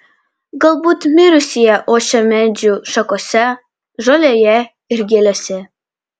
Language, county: Lithuanian, Panevėžys